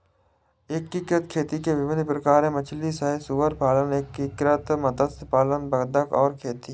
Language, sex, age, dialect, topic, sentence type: Hindi, male, 18-24, Awadhi Bundeli, agriculture, statement